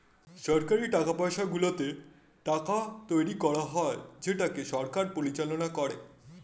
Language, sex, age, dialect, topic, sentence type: Bengali, male, 31-35, Standard Colloquial, banking, statement